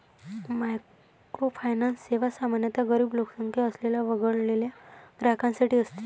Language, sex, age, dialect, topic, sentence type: Marathi, female, 18-24, Varhadi, banking, statement